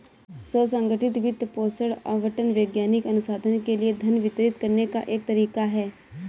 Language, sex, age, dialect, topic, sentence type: Hindi, female, 18-24, Awadhi Bundeli, banking, statement